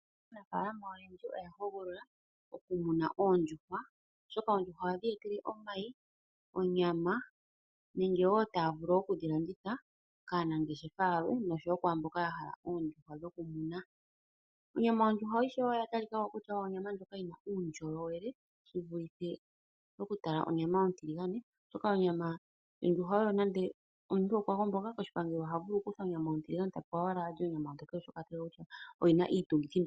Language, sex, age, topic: Oshiwambo, female, 25-35, agriculture